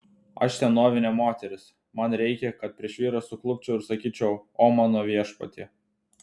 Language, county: Lithuanian, Telšiai